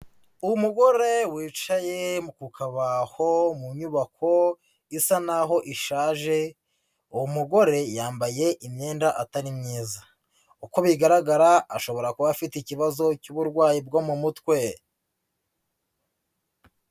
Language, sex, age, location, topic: Kinyarwanda, male, 25-35, Huye, health